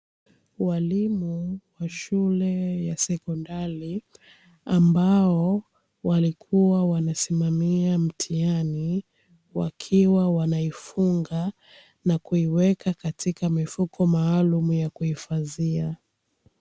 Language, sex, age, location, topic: Swahili, female, 25-35, Dar es Salaam, education